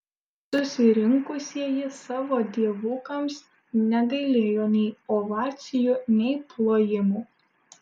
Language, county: Lithuanian, Šiauliai